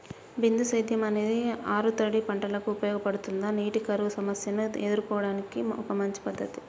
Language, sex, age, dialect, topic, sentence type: Telugu, male, 25-30, Telangana, agriculture, question